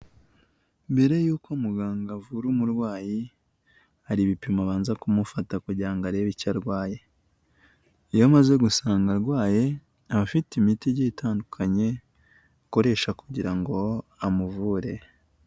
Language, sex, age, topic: Kinyarwanda, male, 18-24, health